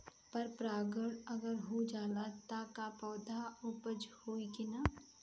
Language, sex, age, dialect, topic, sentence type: Bhojpuri, female, 31-35, Southern / Standard, agriculture, question